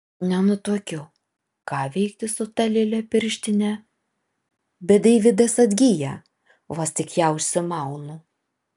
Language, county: Lithuanian, Vilnius